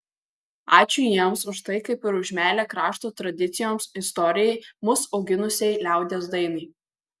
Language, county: Lithuanian, Kaunas